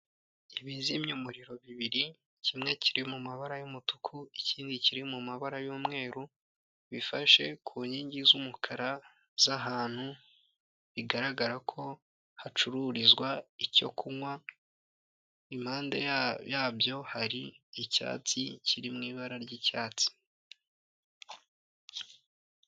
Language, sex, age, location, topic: Kinyarwanda, male, 25-35, Kigali, government